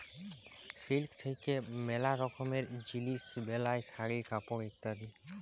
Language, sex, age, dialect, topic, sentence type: Bengali, male, 18-24, Jharkhandi, agriculture, statement